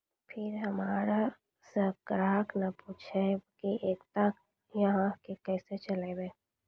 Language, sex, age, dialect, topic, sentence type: Maithili, female, 25-30, Angika, banking, question